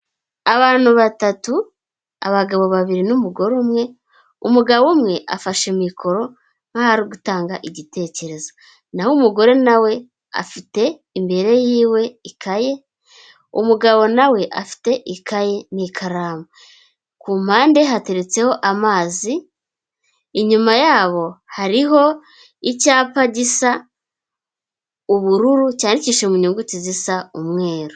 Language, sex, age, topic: Kinyarwanda, female, 18-24, government